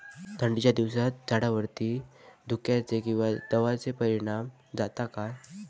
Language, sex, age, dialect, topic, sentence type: Marathi, male, 31-35, Southern Konkan, agriculture, question